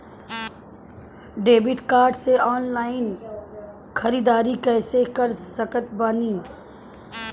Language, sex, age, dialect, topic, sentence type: Bhojpuri, female, 31-35, Southern / Standard, banking, question